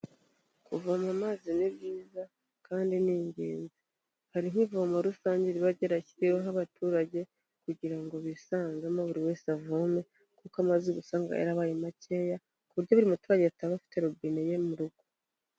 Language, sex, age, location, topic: Kinyarwanda, female, 25-35, Kigali, health